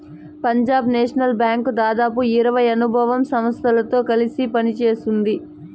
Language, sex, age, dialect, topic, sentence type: Telugu, female, 25-30, Southern, banking, statement